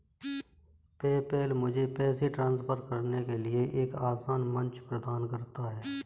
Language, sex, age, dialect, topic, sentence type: Hindi, female, 18-24, Kanauji Braj Bhasha, banking, statement